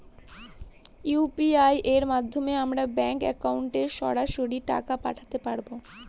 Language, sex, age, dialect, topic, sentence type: Bengali, female, 18-24, Northern/Varendri, banking, question